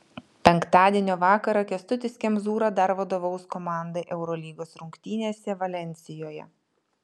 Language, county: Lithuanian, Vilnius